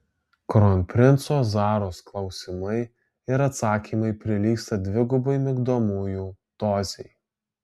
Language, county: Lithuanian, Alytus